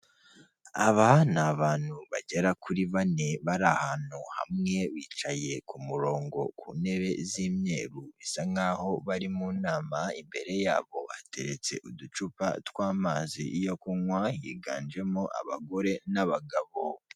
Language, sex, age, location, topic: Kinyarwanda, female, 18-24, Kigali, government